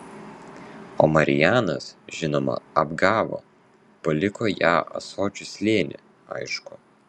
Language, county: Lithuanian, Vilnius